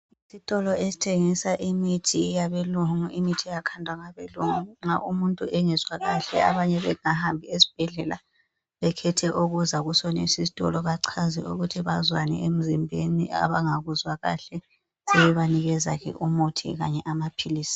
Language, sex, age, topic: North Ndebele, female, 18-24, health